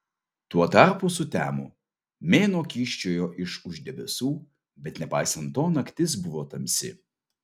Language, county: Lithuanian, Vilnius